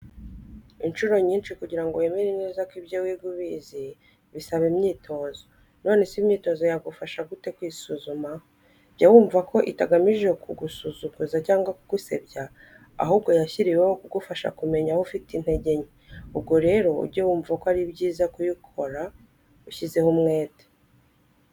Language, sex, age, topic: Kinyarwanda, female, 25-35, education